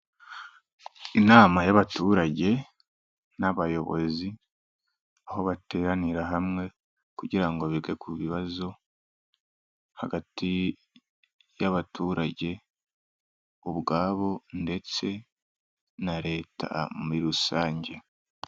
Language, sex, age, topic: Kinyarwanda, male, 18-24, health